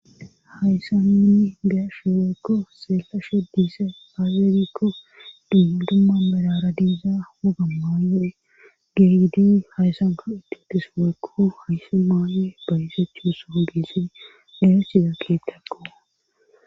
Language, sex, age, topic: Gamo, female, 18-24, government